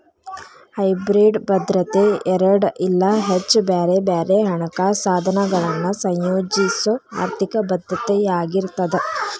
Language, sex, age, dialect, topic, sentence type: Kannada, female, 18-24, Dharwad Kannada, banking, statement